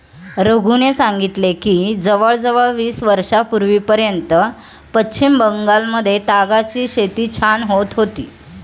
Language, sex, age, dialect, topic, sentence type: Marathi, female, 31-35, Standard Marathi, agriculture, statement